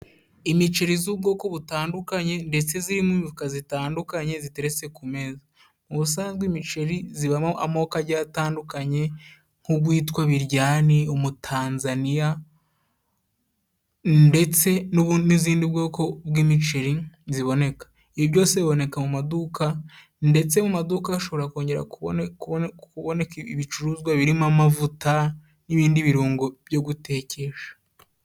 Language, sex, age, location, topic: Kinyarwanda, male, 18-24, Musanze, agriculture